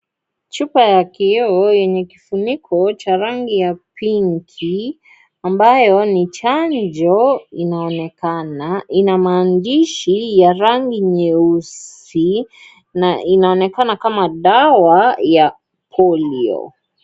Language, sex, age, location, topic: Swahili, female, 18-24, Kisii, health